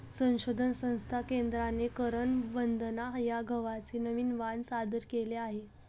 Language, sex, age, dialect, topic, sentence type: Marathi, female, 18-24, Northern Konkan, agriculture, statement